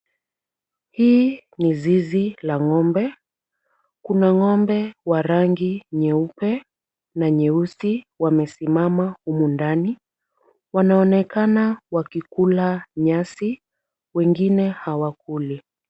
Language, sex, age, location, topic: Swahili, female, 36-49, Kisumu, agriculture